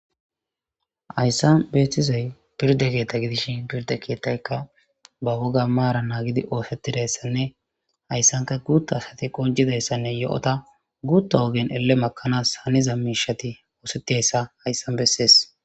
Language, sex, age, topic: Gamo, female, 25-35, government